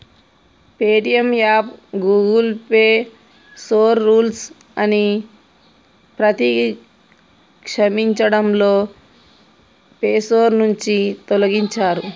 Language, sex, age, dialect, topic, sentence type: Telugu, female, 41-45, Telangana, banking, statement